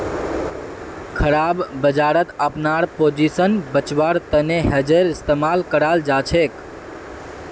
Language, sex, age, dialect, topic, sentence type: Magahi, male, 18-24, Northeastern/Surjapuri, banking, statement